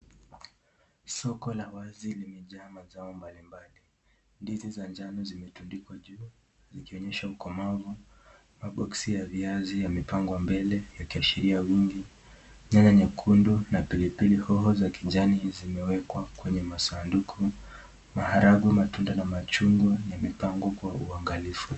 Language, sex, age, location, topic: Swahili, male, 18-24, Nakuru, finance